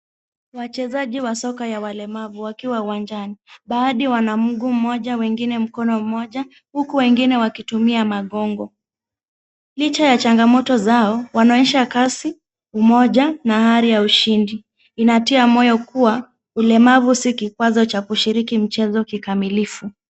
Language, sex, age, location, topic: Swahili, female, 18-24, Nakuru, education